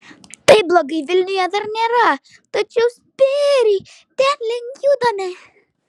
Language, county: Lithuanian, Klaipėda